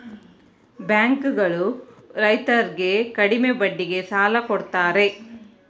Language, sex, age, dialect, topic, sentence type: Kannada, female, 41-45, Mysore Kannada, banking, statement